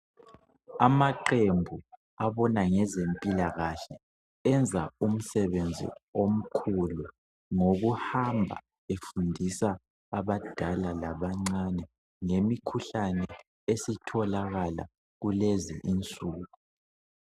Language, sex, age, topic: North Ndebele, male, 18-24, health